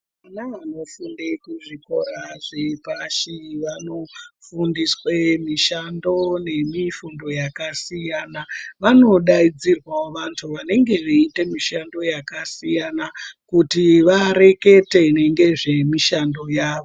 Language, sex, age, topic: Ndau, female, 25-35, education